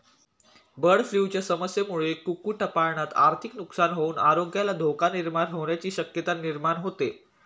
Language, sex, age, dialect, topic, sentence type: Marathi, male, 18-24, Standard Marathi, agriculture, statement